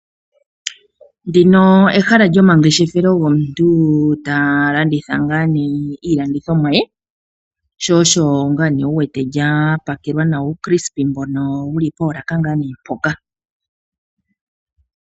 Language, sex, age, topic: Oshiwambo, female, 36-49, finance